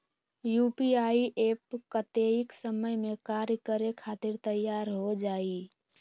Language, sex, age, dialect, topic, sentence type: Magahi, female, 18-24, Western, banking, question